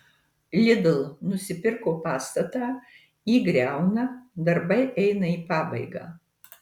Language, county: Lithuanian, Marijampolė